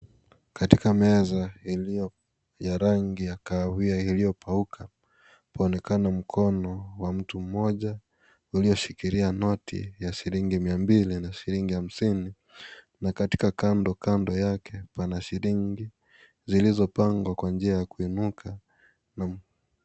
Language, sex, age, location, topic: Swahili, male, 25-35, Kisii, finance